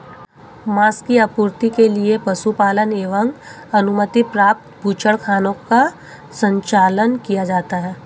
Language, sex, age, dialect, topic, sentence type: Hindi, female, 25-30, Marwari Dhudhari, agriculture, statement